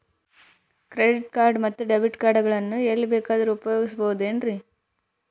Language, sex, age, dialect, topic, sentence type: Kannada, female, 18-24, Northeastern, banking, question